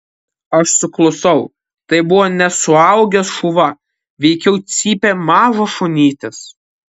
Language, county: Lithuanian, Kaunas